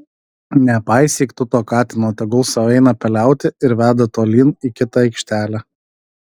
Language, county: Lithuanian, Alytus